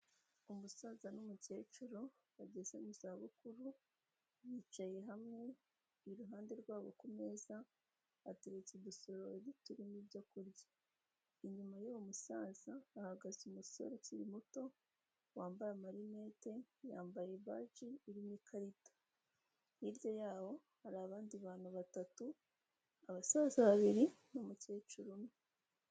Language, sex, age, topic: Kinyarwanda, female, 18-24, health